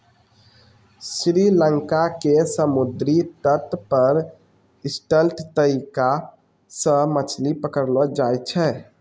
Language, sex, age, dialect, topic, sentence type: Maithili, male, 18-24, Angika, agriculture, statement